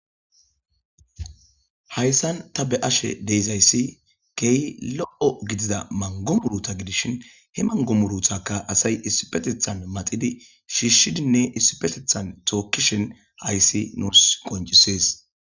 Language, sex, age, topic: Gamo, male, 25-35, agriculture